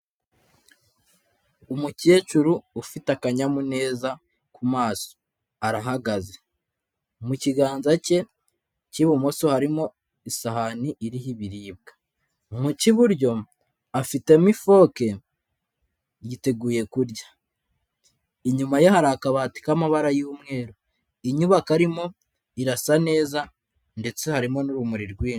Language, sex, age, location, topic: Kinyarwanda, male, 25-35, Kigali, health